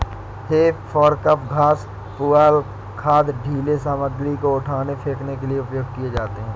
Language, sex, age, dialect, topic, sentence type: Hindi, male, 60-100, Awadhi Bundeli, agriculture, statement